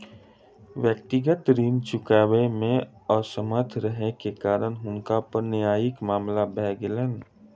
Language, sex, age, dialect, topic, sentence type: Maithili, male, 25-30, Southern/Standard, banking, statement